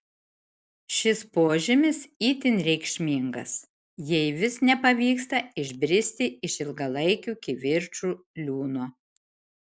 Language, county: Lithuanian, Šiauliai